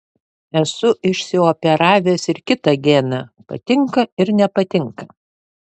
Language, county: Lithuanian, Panevėžys